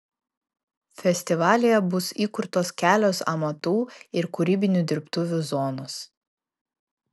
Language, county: Lithuanian, Vilnius